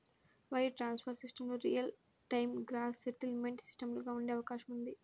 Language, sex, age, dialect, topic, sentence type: Telugu, female, 18-24, Central/Coastal, banking, statement